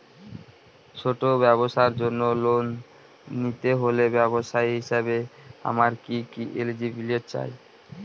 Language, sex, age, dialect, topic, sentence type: Bengali, male, 18-24, Northern/Varendri, banking, question